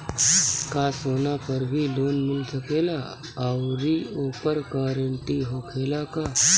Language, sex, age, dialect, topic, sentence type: Bhojpuri, male, 31-35, Northern, banking, question